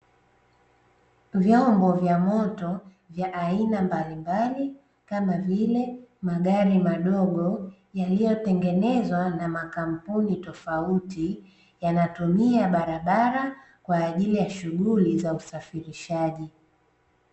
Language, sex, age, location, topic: Swahili, female, 25-35, Dar es Salaam, government